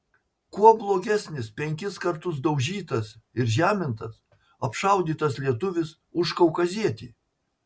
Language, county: Lithuanian, Marijampolė